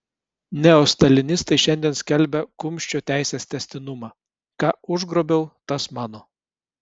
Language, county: Lithuanian, Kaunas